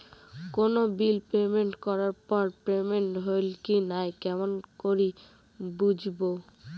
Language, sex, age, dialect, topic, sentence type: Bengali, female, 18-24, Rajbangshi, banking, question